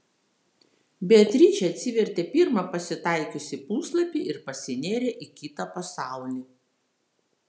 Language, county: Lithuanian, Vilnius